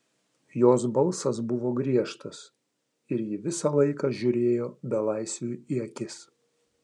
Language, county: Lithuanian, Vilnius